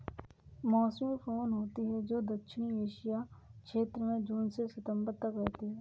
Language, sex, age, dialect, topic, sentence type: Hindi, female, 18-24, Kanauji Braj Bhasha, agriculture, statement